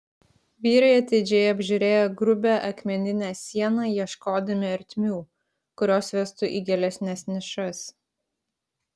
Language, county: Lithuanian, Klaipėda